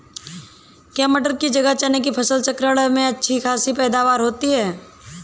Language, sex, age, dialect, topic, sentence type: Hindi, female, 18-24, Awadhi Bundeli, agriculture, question